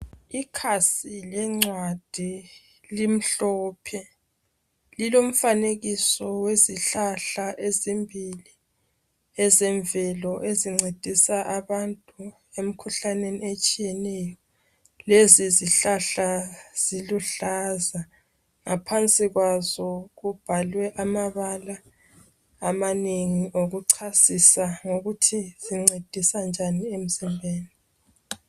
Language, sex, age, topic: North Ndebele, female, 25-35, health